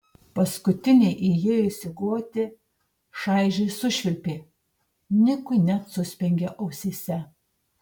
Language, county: Lithuanian, Tauragė